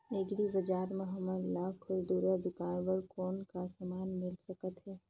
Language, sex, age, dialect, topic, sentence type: Chhattisgarhi, female, 31-35, Northern/Bhandar, agriculture, question